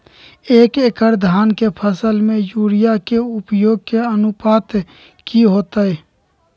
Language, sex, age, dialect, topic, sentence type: Magahi, male, 41-45, Southern, agriculture, question